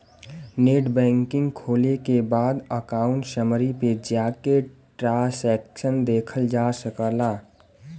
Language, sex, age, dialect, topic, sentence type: Bhojpuri, male, 18-24, Western, banking, statement